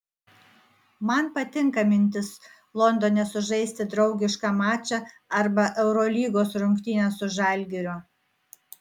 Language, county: Lithuanian, Vilnius